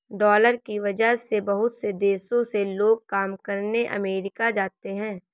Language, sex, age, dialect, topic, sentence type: Hindi, female, 18-24, Marwari Dhudhari, banking, statement